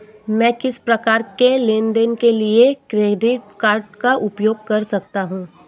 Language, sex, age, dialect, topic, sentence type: Hindi, female, 25-30, Marwari Dhudhari, banking, question